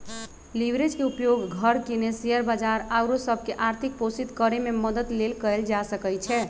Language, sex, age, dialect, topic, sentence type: Magahi, male, 36-40, Western, banking, statement